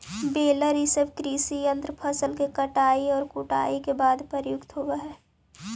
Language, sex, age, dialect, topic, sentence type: Magahi, female, 18-24, Central/Standard, banking, statement